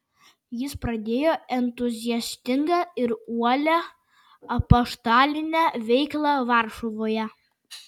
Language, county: Lithuanian, Kaunas